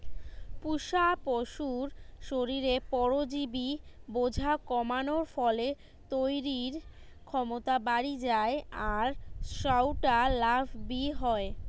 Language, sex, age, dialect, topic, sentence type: Bengali, female, 25-30, Western, agriculture, statement